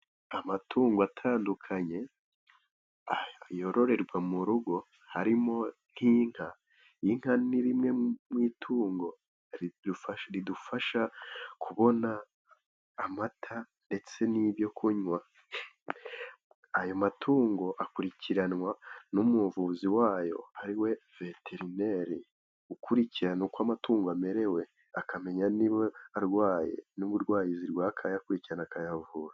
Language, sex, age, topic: Kinyarwanda, male, 18-24, agriculture